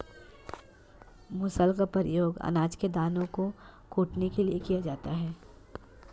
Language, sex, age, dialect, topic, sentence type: Hindi, female, 25-30, Marwari Dhudhari, agriculture, statement